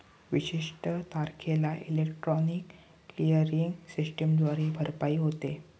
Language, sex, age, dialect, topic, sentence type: Marathi, male, 18-24, Northern Konkan, banking, statement